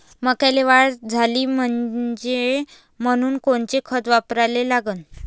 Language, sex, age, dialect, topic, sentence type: Marathi, female, 18-24, Varhadi, agriculture, question